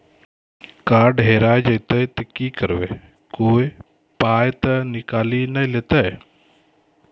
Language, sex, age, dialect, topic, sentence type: Maithili, male, 36-40, Angika, banking, question